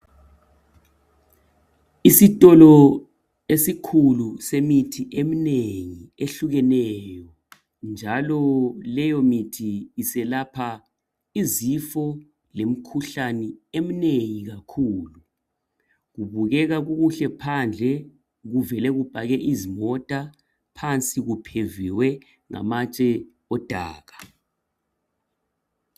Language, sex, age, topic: North Ndebele, male, 50+, health